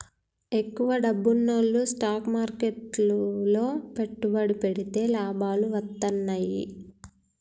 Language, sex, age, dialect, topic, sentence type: Telugu, female, 18-24, Telangana, banking, statement